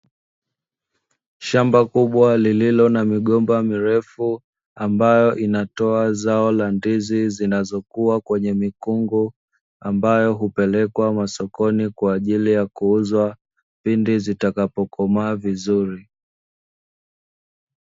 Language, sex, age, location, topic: Swahili, male, 25-35, Dar es Salaam, agriculture